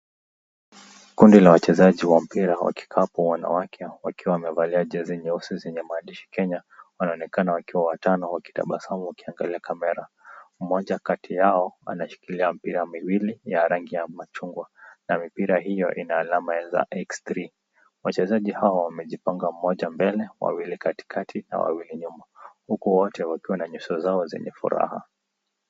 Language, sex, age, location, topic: Swahili, male, 25-35, Nakuru, government